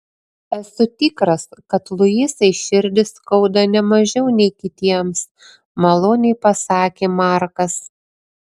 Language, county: Lithuanian, Panevėžys